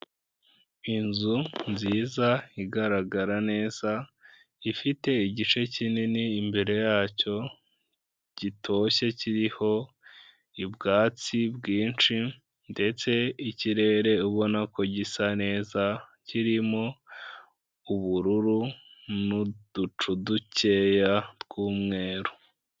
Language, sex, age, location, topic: Kinyarwanda, male, 18-24, Kigali, health